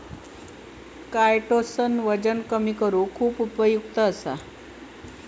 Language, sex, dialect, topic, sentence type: Marathi, female, Southern Konkan, agriculture, statement